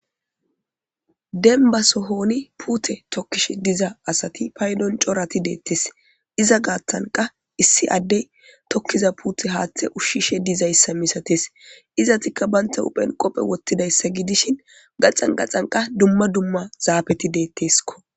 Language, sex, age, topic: Gamo, male, 25-35, government